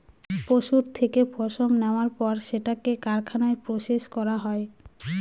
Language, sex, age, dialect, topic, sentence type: Bengali, female, 25-30, Northern/Varendri, agriculture, statement